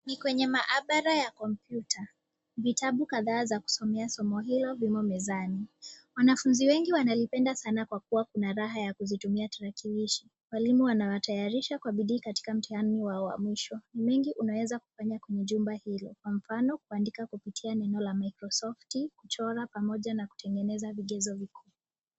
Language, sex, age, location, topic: Swahili, female, 18-24, Nakuru, education